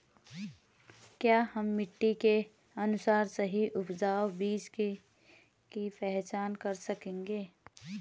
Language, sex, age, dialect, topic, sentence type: Hindi, female, 31-35, Garhwali, agriculture, question